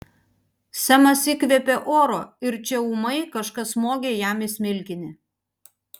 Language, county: Lithuanian, Panevėžys